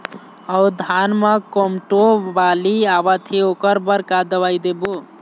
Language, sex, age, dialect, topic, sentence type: Chhattisgarhi, male, 18-24, Eastern, agriculture, question